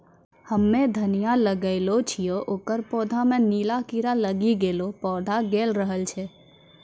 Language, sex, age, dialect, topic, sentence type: Maithili, female, 41-45, Angika, agriculture, question